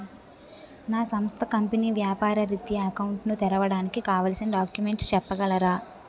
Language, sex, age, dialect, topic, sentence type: Telugu, female, 18-24, Utterandhra, banking, question